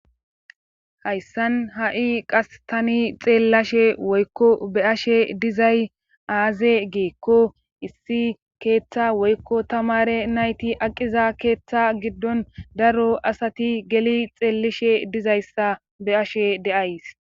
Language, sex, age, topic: Gamo, female, 18-24, government